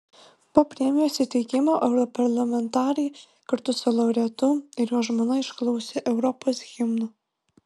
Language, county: Lithuanian, Vilnius